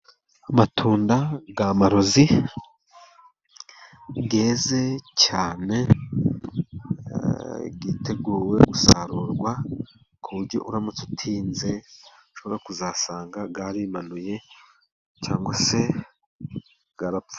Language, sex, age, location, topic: Kinyarwanda, male, 36-49, Musanze, agriculture